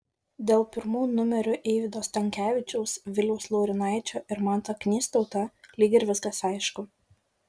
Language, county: Lithuanian, Šiauliai